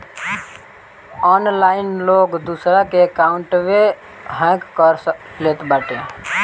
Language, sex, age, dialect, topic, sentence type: Bhojpuri, male, 18-24, Northern, banking, statement